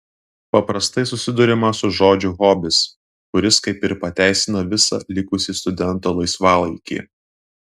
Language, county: Lithuanian, Klaipėda